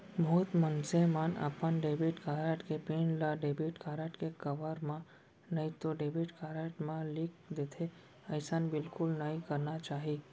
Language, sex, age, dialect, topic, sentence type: Chhattisgarhi, female, 25-30, Central, banking, statement